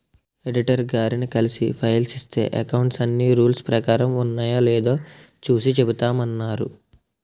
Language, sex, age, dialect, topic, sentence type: Telugu, male, 18-24, Utterandhra, banking, statement